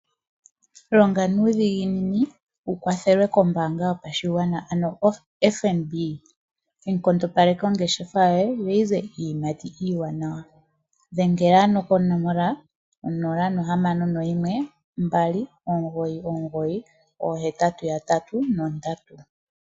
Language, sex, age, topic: Oshiwambo, female, 25-35, finance